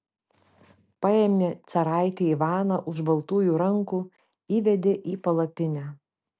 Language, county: Lithuanian, Vilnius